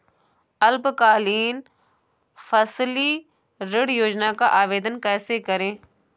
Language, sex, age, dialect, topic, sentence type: Hindi, female, 18-24, Awadhi Bundeli, banking, question